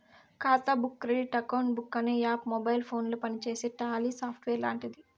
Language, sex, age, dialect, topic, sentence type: Telugu, female, 60-100, Southern, banking, statement